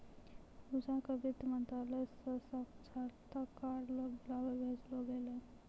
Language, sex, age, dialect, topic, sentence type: Maithili, female, 25-30, Angika, banking, statement